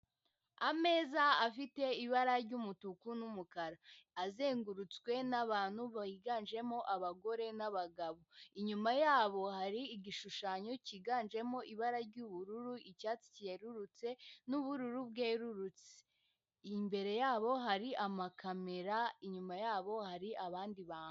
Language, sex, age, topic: Kinyarwanda, female, 18-24, government